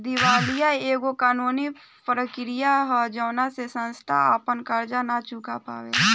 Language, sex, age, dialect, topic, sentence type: Bhojpuri, female, 18-24, Southern / Standard, banking, statement